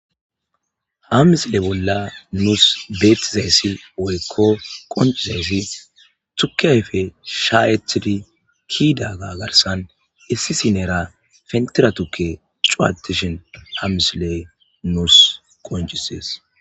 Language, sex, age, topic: Gamo, male, 25-35, agriculture